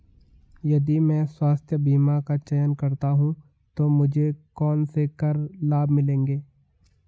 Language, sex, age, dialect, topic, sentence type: Hindi, male, 18-24, Hindustani Malvi Khadi Boli, banking, question